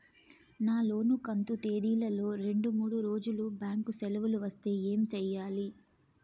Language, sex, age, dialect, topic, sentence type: Telugu, female, 25-30, Southern, banking, question